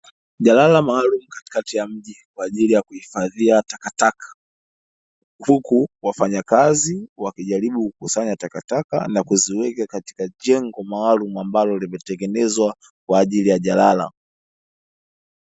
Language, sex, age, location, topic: Swahili, male, 18-24, Dar es Salaam, government